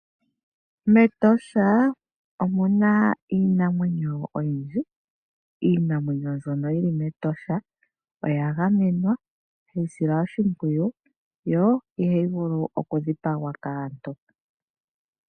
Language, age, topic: Oshiwambo, 25-35, agriculture